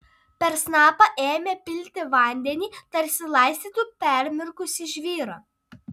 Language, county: Lithuanian, Alytus